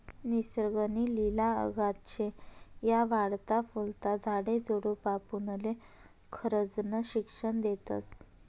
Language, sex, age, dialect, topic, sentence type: Marathi, female, 18-24, Northern Konkan, agriculture, statement